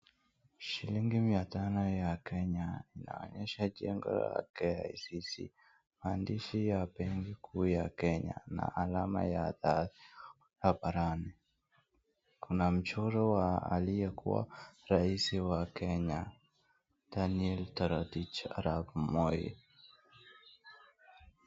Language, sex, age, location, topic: Swahili, female, 18-24, Nakuru, finance